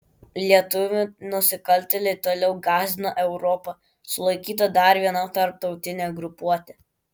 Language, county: Lithuanian, Klaipėda